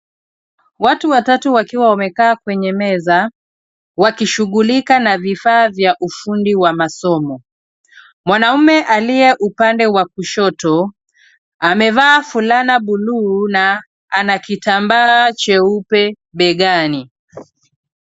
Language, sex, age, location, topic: Swahili, female, 36-49, Nairobi, education